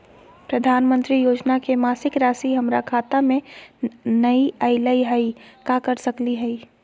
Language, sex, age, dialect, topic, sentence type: Magahi, female, 25-30, Southern, banking, question